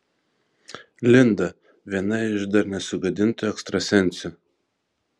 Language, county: Lithuanian, Vilnius